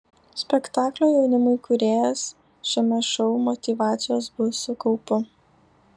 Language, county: Lithuanian, Alytus